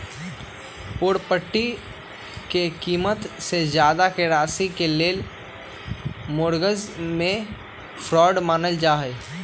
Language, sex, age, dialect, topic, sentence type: Magahi, male, 18-24, Western, banking, statement